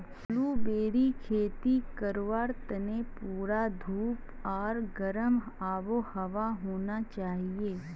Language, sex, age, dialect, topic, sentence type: Magahi, female, 25-30, Northeastern/Surjapuri, agriculture, statement